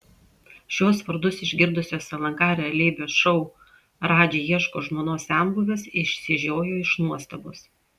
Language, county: Lithuanian, Klaipėda